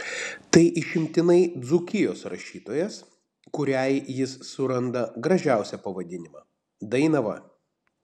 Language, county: Lithuanian, Panevėžys